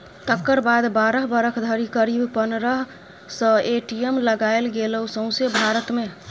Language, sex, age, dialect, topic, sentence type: Maithili, female, 25-30, Bajjika, banking, statement